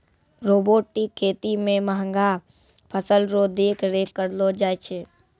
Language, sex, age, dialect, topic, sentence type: Maithili, female, 31-35, Angika, agriculture, statement